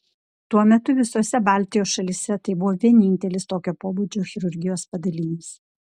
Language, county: Lithuanian, Klaipėda